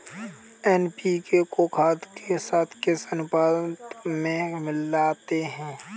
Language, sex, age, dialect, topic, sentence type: Hindi, male, 18-24, Kanauji Braj Bhasha, agriculture, question